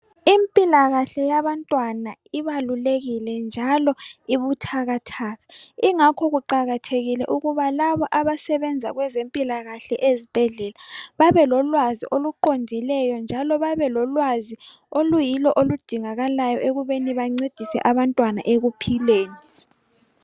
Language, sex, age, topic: North Ndebele, female, 25-35, health